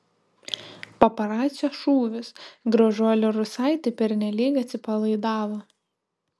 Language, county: Lithuanian, Šiauliai